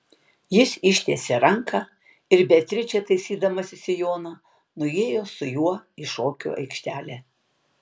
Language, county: Lithuanian, Tauragė